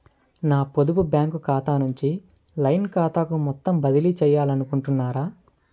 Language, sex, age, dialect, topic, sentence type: Telugu, male, 25-30, Central/Coastal, banking, question